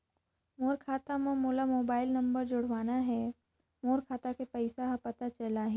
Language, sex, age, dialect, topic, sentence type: Chhattisgarhi, female, 25-30, Northern/Bhandar, banking, question